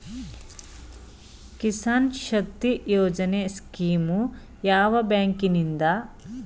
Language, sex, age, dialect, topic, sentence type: Kannada, female, 36-40, Mysore Kannada, agriculture, question